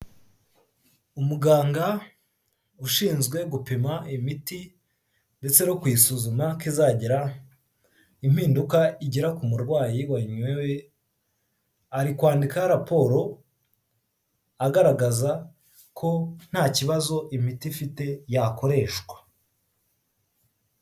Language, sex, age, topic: Kinyarwanda, male, 18-24, health